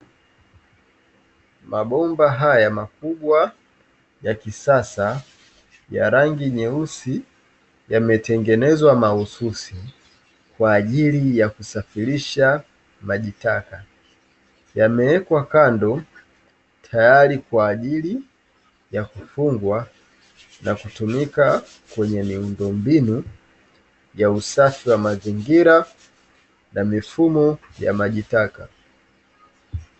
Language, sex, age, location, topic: Swahili, male, 25-35, Dar es Salaam, government